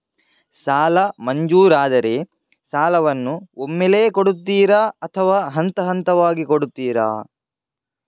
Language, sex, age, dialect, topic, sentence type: Kannada, male, 51-55, Coastal/Dakshin, banking, question